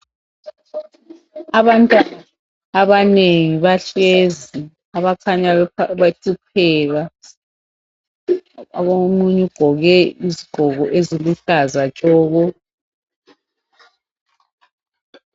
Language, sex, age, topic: North Ndebele, female, 50+, health